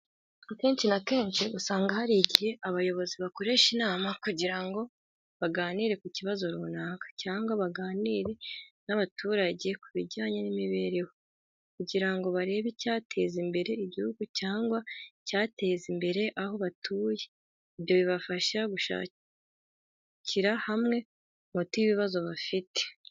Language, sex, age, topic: Kinyarwanda, female, 18-24, education